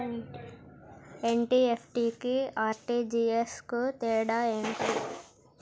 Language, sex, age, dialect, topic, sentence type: Telugu, male, 51-55, Telangana, banking, question